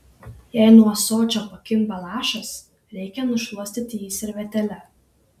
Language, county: Lithuanian, Šiauliai